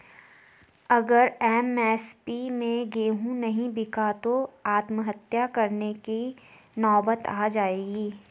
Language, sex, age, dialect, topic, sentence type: Hindi, female, 60-100, Garhwali, agriculture, statement